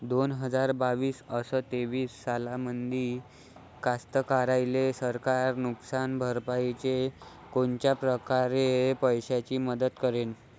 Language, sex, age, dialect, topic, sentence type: Marathi, male, 25-30, Varhadi, agriculture, question